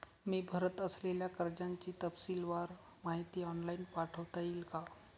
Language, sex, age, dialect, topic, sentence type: Marathi, male, 31-35, Northern Konkan, banking, question